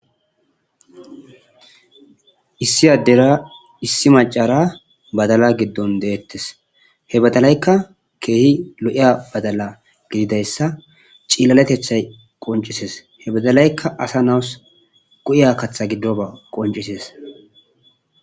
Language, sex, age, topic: Gamo, male, 25-35, agriculture